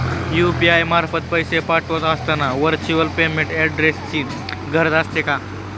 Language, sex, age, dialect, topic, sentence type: Marathi, male, 18-24, Standard Marathi, banking, question